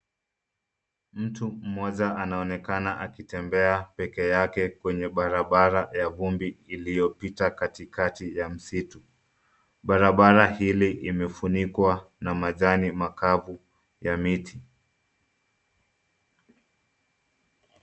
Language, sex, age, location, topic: Swahili, male, 25-35, Nairobi, government